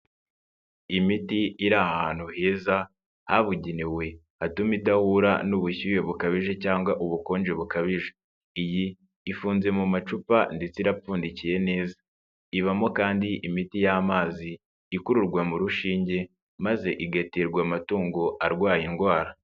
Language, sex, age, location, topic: Kinyarwanda, male, 25-35, Nyagatare, agriculture